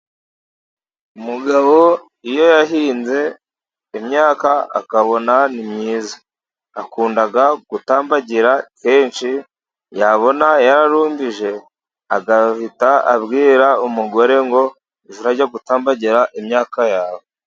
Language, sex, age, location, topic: Kinyarwanda, male, 36-49, Musanze, agriculture